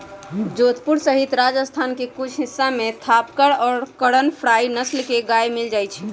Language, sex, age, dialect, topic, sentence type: Magahi, female, 31-35, Western, agriculture, statement